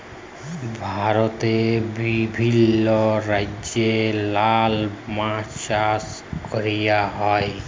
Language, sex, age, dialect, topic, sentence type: Bengali, male, 25-30, Jharkhandi, agriculture, statement